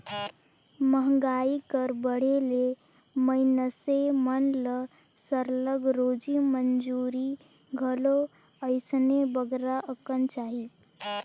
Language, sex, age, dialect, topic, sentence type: Chhattisgarhi, female, 18-24, Northern/Bhandar, agriculture, statement